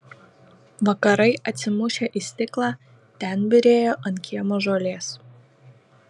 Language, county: Lithuanian, Kaunas